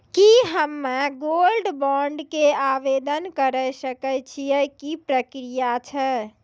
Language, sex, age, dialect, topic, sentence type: Maithili, female, 18-24, Angika, banking, question